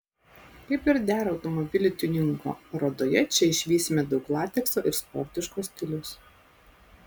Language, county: Lithuanian, Klaipėda